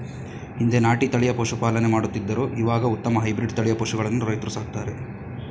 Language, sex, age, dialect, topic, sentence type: Kannada, male, 31-35, Mysore Kannada, agriculture, statement